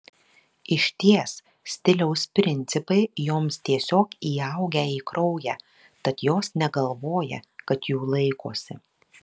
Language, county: Lithuanian, Marijampolė